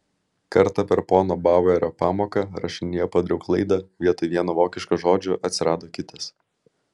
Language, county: Lithuanian, Vilnius